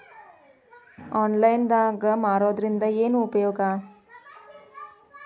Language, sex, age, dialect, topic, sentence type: Kannada, female, 25-30, Dharwad Kannada, agriculture, question